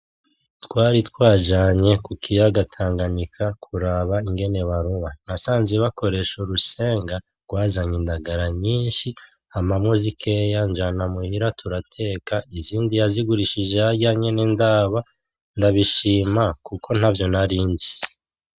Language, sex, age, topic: Rundi, male, 36-49, agriculture